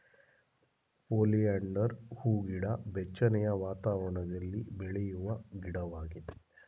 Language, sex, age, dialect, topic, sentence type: Kannada, male, 31-35, Mysore Kannada, agriculture, statement